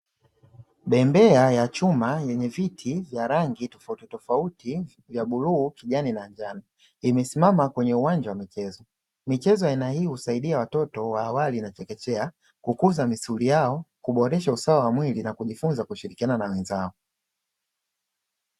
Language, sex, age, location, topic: Swahili, male, 25-35, Dar es Salaam, education